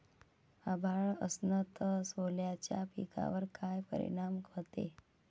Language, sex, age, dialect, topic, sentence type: Marathi, female, 56-60, Varhadi, agriculture, question